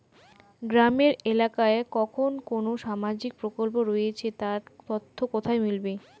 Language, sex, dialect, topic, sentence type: Bengali, female, Rajbangshi, banking, question